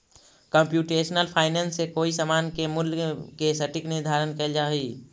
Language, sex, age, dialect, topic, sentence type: Magahi, male, 25-30, Central/Standard, agriculture, statement